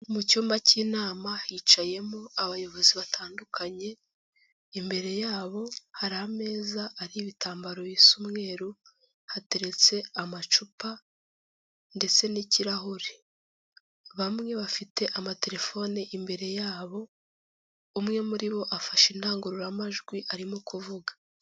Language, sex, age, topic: Kinyarwanda, female, 18-24, government